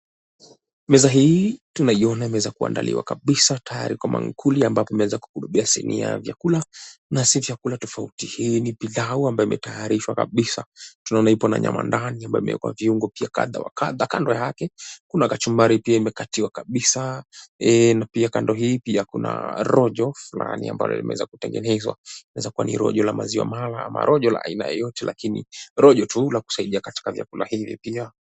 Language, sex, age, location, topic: Swahili, male, 18-24, Mombasa, agriculture